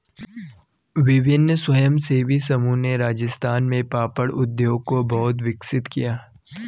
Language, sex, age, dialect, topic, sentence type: Hindi, male, 18-24, Garhwali, agriculture, statement